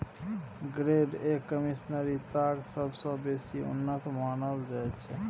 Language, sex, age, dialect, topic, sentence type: Maithili, male, 31-35, Bajjika, agriculture, statement